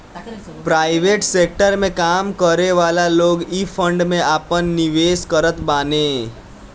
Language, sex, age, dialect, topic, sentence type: Bhojpuri, male, <18, Northern, banking, statement